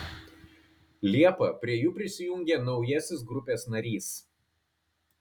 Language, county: Lithuanian, Kaunas